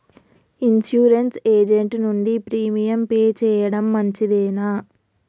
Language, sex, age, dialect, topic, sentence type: Telugu, female, 18-24, Telangana, banking, question